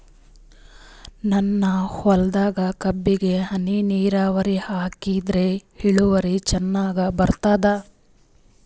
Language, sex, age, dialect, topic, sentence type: Kannada, female, 25-30, Northeastern, agriculture, question